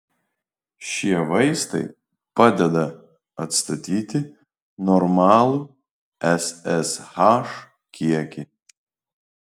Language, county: Lithuanian, Vilnius